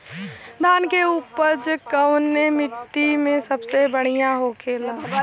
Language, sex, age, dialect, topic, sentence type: Bhojpuri, female, 18-24, Western, agriculture, question